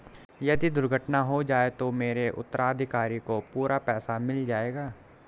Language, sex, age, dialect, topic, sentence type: Hindi, male, 18-24, Garhwali, banking, question